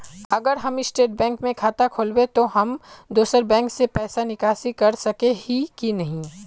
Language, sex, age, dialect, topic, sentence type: Magahi, male, 18-24, Northeastern/Surjapuri, banking, question